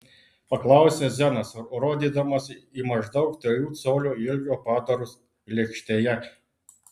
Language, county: Lithuanian, Klaipėda